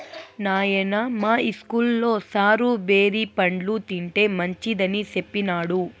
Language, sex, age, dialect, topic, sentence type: Telugu, female, 18-24, Southern, agriculture, statement